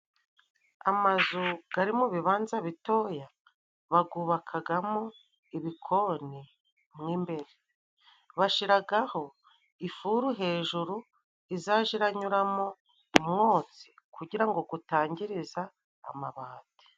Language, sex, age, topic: Kinyarwanda, female, 36-49, government